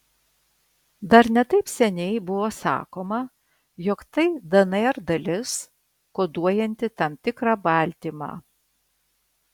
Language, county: Lithuanian, Vilnius